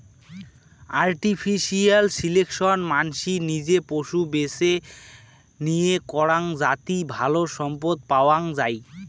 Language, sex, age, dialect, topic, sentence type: Bengali, male, 60-100, Rajbangshi, agriculture, statement